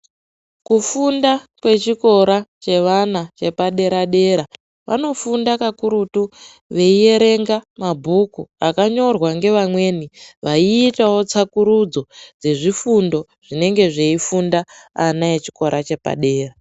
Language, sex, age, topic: Ndau, female, 25-35, education